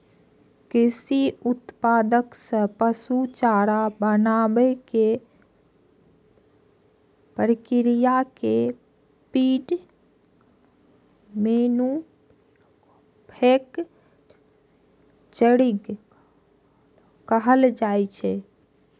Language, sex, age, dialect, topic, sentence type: Maithili, female, 56-60, Eastern / Thethi, agriculture, statement